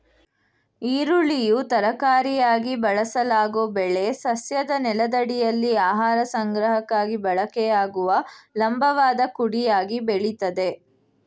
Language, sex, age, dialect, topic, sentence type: Kannada, female, 18-24, Mysore Kannada, agriculture, statement